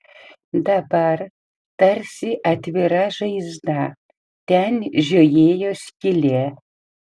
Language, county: Lithuanian, Panevėžys